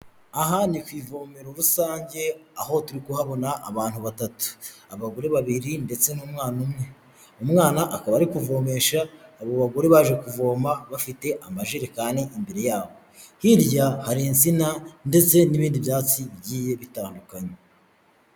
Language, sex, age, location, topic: Kinyarwanda, male, 25-35, Huye, health